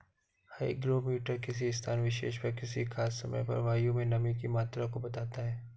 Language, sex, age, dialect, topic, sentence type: Hindi, male, 56-60, Awadhi Bundeli, agriculture, statement